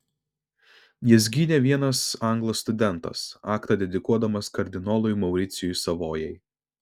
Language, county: Lithuanian, Vilnius